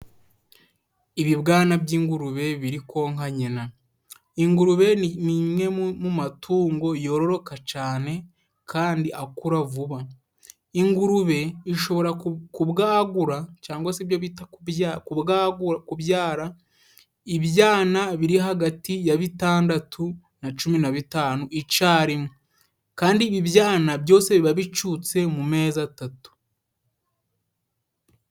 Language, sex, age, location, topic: Kinyarwanda, male, 18-24, Musanze, agriculture